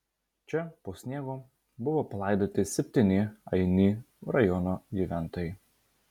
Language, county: Lithuanian, Vilnius